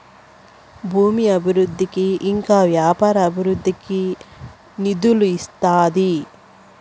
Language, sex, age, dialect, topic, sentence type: Telugu, female, 56-60, Southern, banking, statement